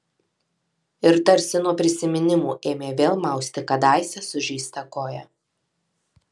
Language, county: Lithuanian, Alytus